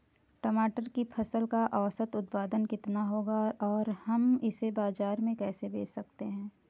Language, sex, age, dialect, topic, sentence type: Hindi, female, 25-30, Awadhi Bundeli, agriculture, question